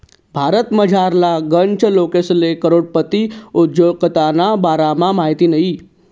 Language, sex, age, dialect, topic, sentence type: Marathi, male, 36-40, Northern Konkan, banking, statement